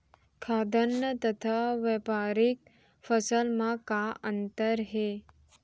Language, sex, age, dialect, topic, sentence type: Chhattisgarhi, female, 18-24, Central, agriculture, question